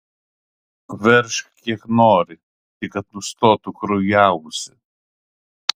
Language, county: Lithuanian, Kaunas